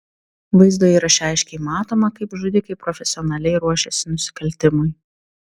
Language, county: Lithuanian, Tauragė